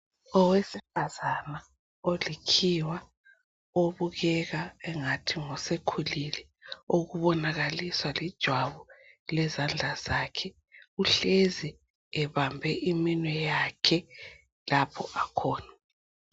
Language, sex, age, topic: North Ndebele, female, 36-49, health